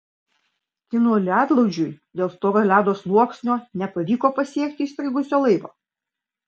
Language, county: Lithuanian, Vilnius